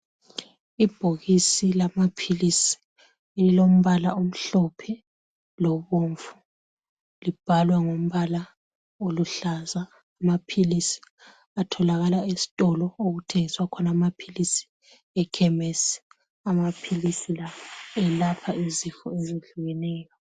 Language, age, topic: North Ndebele, 36-49, health